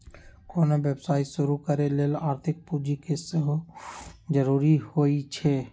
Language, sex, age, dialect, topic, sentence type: Magahi, male, 18-24, Western, banking, statement